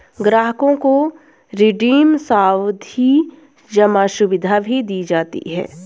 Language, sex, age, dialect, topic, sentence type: Hindi, female, 18-24, Hindustani Malvi Khadi Boli, banking, statement